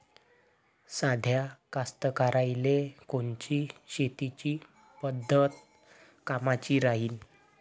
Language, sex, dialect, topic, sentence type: Marathi, male, Varhadi, agriculture, question